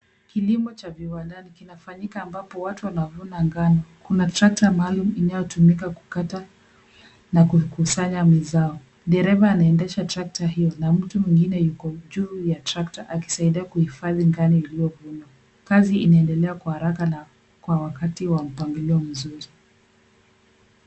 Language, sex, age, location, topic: Swahili, female, 25-35, Nairobi, agriculture